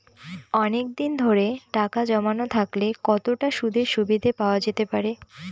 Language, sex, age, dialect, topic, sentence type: Bengali, female, 18-24, Northern/Varendri, banking, question